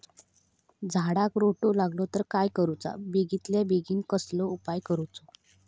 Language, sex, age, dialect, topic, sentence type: Marathi, female, 25-30, Southern Konkan, agriculture, question